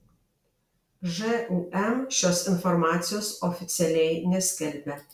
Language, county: Lithuanian, Alytus